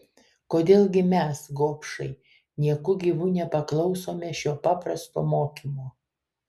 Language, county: Lithuanian, Kaunas